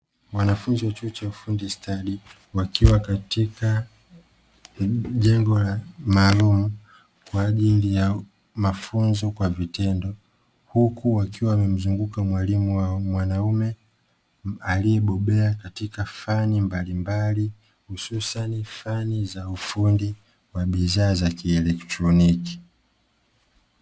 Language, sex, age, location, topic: Swahili, male, 25-35, Dar es Salaam, education